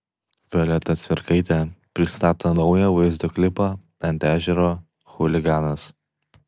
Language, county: Lithuanian, Klaipėda